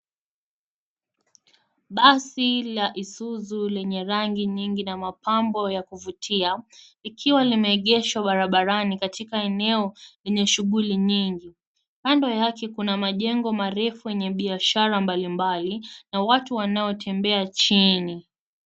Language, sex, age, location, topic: Swahili, female, 18-24, Nairobi, government